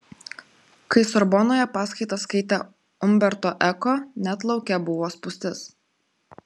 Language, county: Lithuanian, Klaipėda